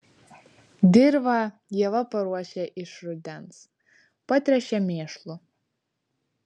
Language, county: Lithuanian, Vilnius